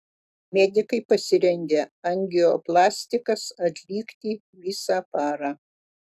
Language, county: Lithuanian, Utena